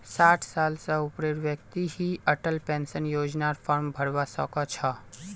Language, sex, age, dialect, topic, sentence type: Magahi, male, 18-24, Northeastern/Surjapuri, banking, statement